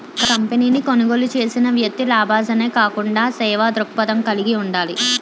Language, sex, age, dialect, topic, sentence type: Telugu, female, 25-30, Utterandhra, banking, statement